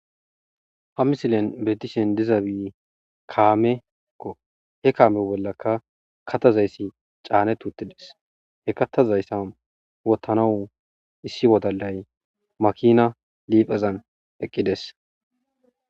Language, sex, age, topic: Gamo, male, 25-35, agriculture